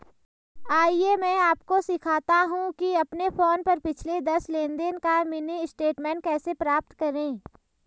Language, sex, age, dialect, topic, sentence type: Hindi, female, 18-24, Garhwali, banking, statement